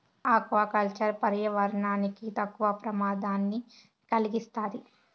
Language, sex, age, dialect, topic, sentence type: Telugu, female, 18-24, Southern, agriculture, statement